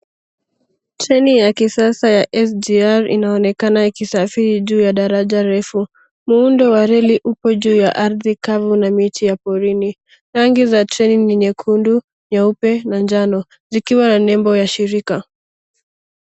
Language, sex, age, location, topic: Swahili, female, 18-24, Nairobi, government